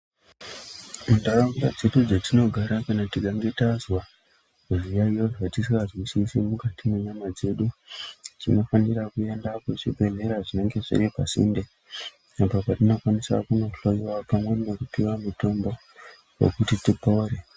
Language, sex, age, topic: Ndau, male, 25-35, health